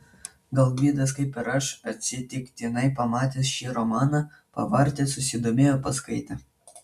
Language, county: Lithuanian, Vilnius